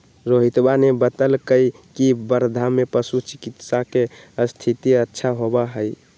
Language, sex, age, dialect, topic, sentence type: Magahi, male, 18-24, Western, agriculture, statement